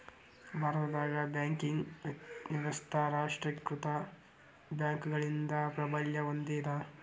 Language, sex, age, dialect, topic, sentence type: Kannada, male, 46-50, Dharwad Kannada, banking, statement